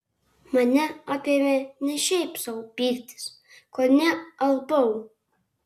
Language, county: Lithuanian, Kaunas